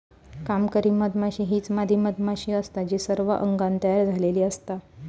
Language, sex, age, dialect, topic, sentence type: Marathi, female, 31-35, Southern Konkan, agriculture, statement